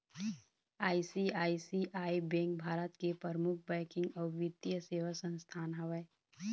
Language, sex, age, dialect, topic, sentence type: Chhattisgarhi, female, 31-35, Eastern, banking, statement